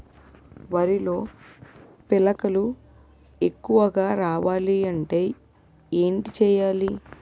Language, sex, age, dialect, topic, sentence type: Telugu, female, 18-24, Utterandhra, agriculture, question